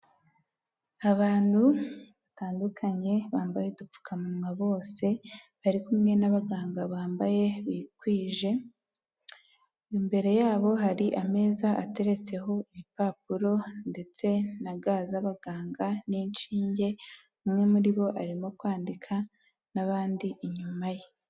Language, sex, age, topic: Kinyarwanda, female, 18-24, health